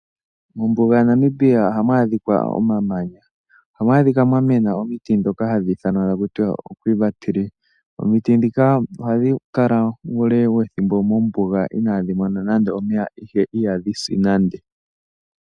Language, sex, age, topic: Oshiwambo, female, 18-24, agriculture